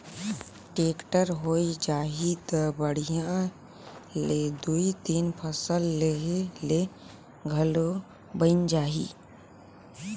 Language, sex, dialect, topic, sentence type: Chhattisgarhi, male, Northern/Bhandar, banking, statement